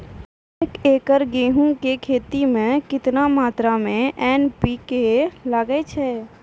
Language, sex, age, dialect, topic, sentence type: Maithili, female, 18-24, Angika, agriculture, question